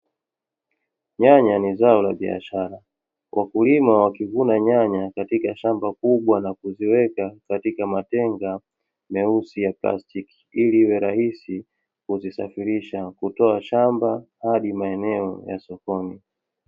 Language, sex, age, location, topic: Swahili, male, 36-49, Dar es Salaam, agriculture